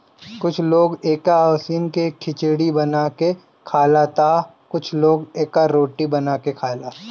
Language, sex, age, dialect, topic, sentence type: Bhojpuri, male, 25-30, Northern, agriculture, statement